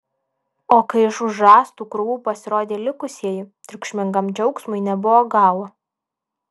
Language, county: Lithuanian, Alytus